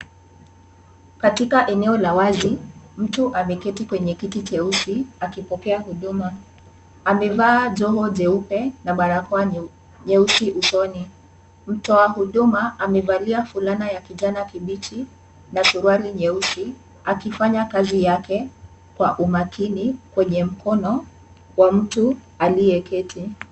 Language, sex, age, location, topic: Swahili, male, 18-24, Kisumu, health